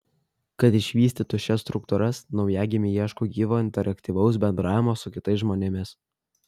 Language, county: Lithuanian, Kaunas